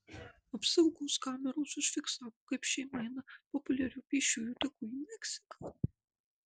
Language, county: Lithuanian, Marijampolė